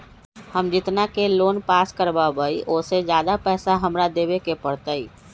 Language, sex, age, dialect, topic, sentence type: Magahi, female, 36-40, Western, banking, question